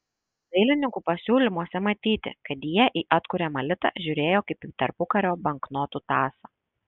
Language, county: Lithuanian, Šiauliai